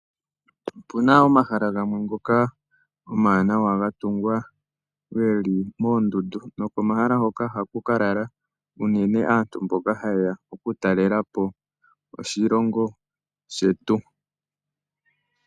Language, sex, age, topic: Oshiwambo, female, 18-24, agriculture